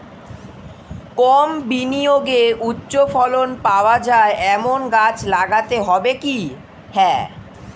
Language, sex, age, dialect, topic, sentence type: Bengali, female, 36-40, Standard Colloquial, agriculture, question